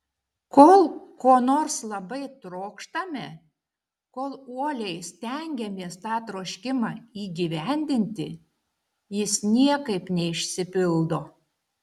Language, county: Lithuanian, Šiauliai